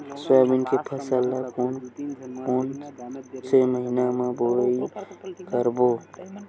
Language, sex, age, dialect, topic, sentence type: Chhattisgarhi, male, 18-24, Western/Budati/Khatahi, agriculture, question